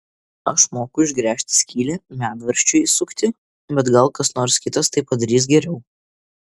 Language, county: Lithuanian, Vilnius